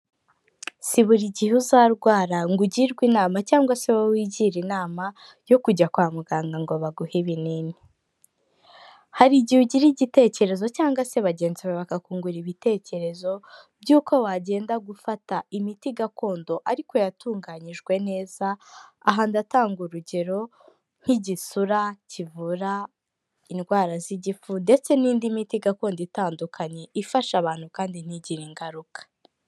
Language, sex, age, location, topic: Kinyarwanda, female, 25-35, Kigali, health